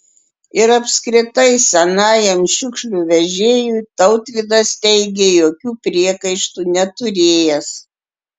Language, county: Lithuanian, Klaipėda